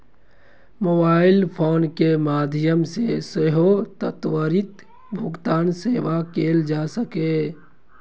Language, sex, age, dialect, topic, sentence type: Maithili, male, 56-60, Eastern / Thethi, banking, statement